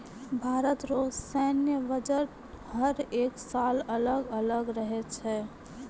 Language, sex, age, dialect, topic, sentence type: Maithili, female, 18-24, Angika, banking, statement